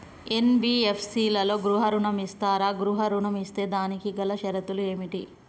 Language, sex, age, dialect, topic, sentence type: Telugu, female, 18-24, Telangana, banking, question